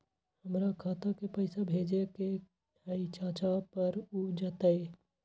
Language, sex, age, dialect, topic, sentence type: Magahi, male, 18-24, Western, banking, question